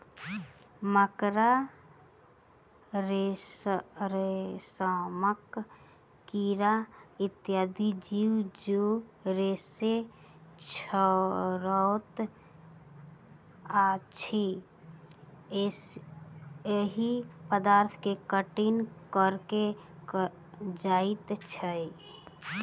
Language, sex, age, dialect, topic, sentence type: Maithili, female, 18-24, Southern/Standard, agriculture, statement